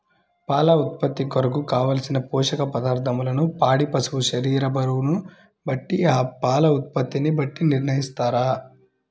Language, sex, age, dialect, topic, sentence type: Telugu, male, 25-30, Central/Coastal, agriculture, question